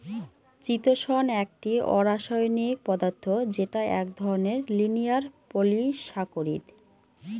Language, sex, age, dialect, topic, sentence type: Bengali, female, 18-24, Northern/Varendri, agriculture, statement